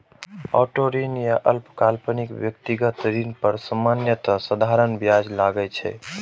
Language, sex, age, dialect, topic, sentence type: Maithili, male, 18-24, Eastern / Thethi, banking, statement